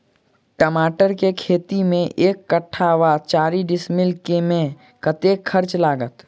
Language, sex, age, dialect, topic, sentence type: Maithili, male, 46-50, Southern/Standard, agriculture, question